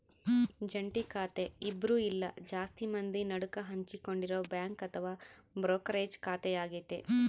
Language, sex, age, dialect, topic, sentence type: Kannada, female, 31-35, Central, banking, statement